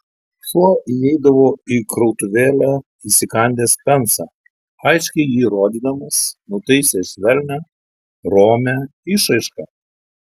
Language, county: Lithuanian, Telšiai